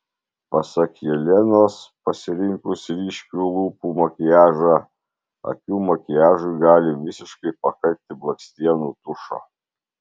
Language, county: Lithuanian, Vilnius